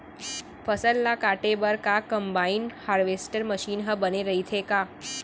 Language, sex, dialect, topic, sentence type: Chhattisgarhi, female, Central, agriculture, question